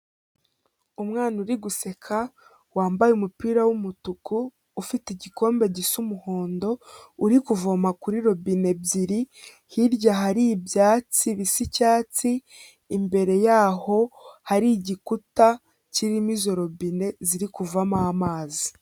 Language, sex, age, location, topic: Kinyarwanda, female, 18-24, Kigali, health